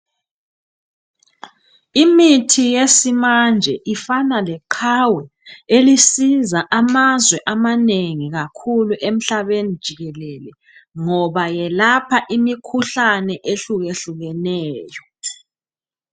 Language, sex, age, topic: North Ndebele, female, 25-35, health